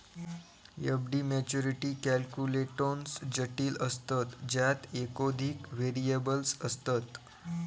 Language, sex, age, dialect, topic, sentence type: Marathi, male, 46-50, Southern Konkan, banking, statement